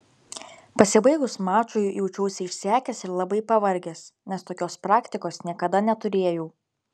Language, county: Lithuanian, Telšiai